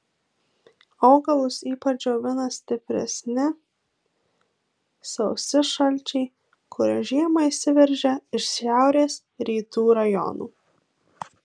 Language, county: Lithuanian, Marijampolė